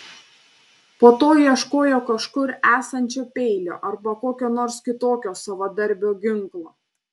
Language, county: Lithuanian, Panevėžys